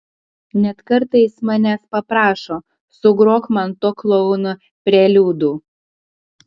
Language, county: Lithuanian, Klaipėda